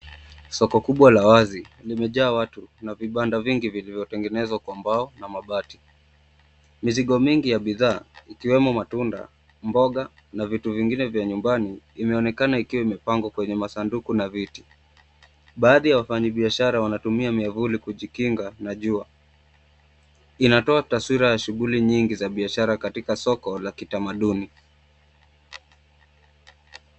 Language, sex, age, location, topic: Swahili, male, 25-35, Nakuru, finance